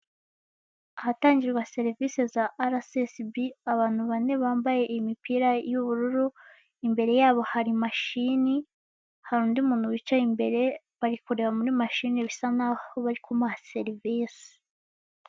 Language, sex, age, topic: Kinyarwanda, female, 18-24, finance